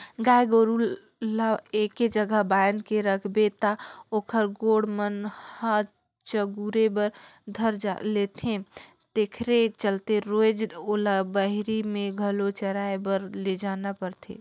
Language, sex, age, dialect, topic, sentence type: Chhattisgarhi, female, 18-24, Northern/Bhandar, agriculture, statement